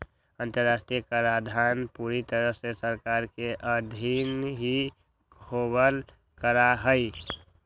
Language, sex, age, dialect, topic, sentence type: Magahi, male, 18-24, Western, banking, statement